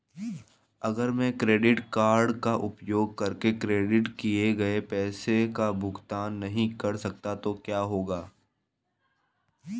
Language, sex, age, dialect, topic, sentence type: Hindi, male, 31-35, Marwari Dhudhari, banking, question